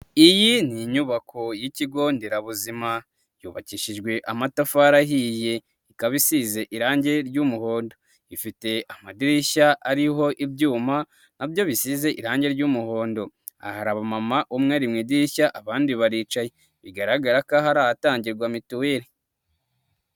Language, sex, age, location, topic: Kinyarwanda, male, 25-35, Nyagatare, health